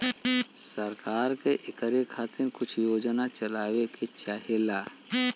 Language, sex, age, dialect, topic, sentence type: Bhojpuri, male, <18, Western, agriculture, statement